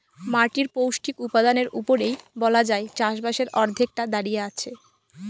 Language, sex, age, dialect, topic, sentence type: Bengali, female, 18-24, Northern/Varendri, agriculture, statement